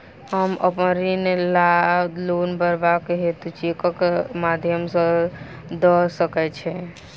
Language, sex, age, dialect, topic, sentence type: Maithili, female, 18-24, Southern/Standard, banking, question